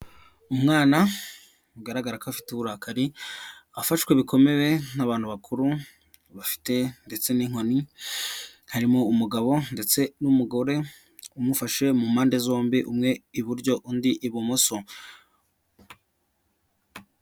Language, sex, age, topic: Kinyarwanda, male, 18-24, health